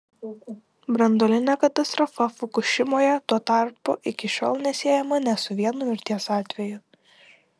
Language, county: Lithuanian, Utena